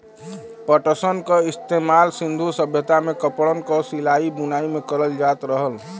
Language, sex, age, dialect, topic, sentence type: Bhojpuri, male, 36-40, Western, agriculture, statement